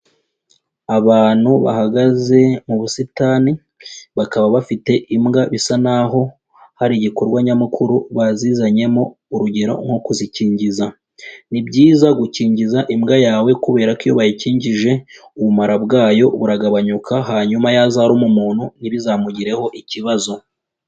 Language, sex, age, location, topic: Kinyarwanda, female, 25-35, Kigali, agriculture